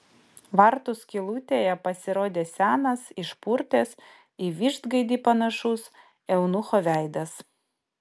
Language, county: Lithuanian, Vilnius